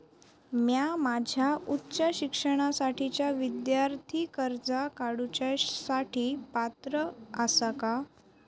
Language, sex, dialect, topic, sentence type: Marathi, female, Southern Konkan, banking, statement